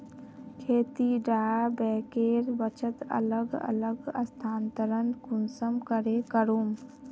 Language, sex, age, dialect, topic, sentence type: Magahi, female, 18-24, Northeastern/Surjapuri, banking, question